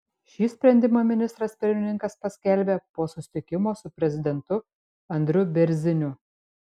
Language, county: Lithuanian, Šiauliai